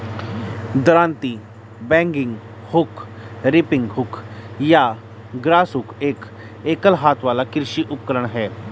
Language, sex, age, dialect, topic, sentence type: Hindi, male, 31-35, Hindustani Malvi Khadi Boli, agriculture, statement